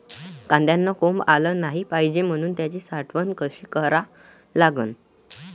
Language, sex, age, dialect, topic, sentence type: Marathi, male, 18-24, Varhadi, agriculture, question